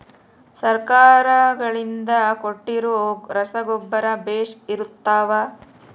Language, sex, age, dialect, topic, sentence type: Kannada, female, 36-40, Central, agriculture, question